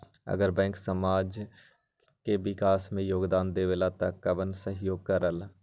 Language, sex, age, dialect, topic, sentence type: Magahi, male, 41-45, Western, banking, question